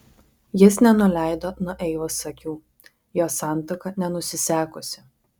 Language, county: Lithuanian, Vilnius